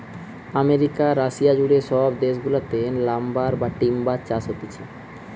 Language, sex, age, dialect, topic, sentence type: Bengali, male, 31-35, Western, agriculture, statement